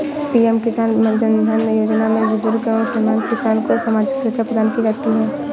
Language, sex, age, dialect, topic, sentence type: Hindi, female, 56-60, Awadhi Bundeli, agriculture, statement